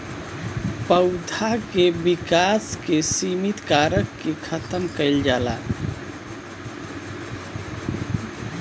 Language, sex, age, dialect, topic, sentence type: Bhojpuri, male, 41-45, Western, agriculture, statement